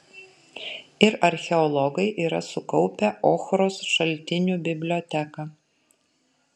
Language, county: Lithuanian, Kaunas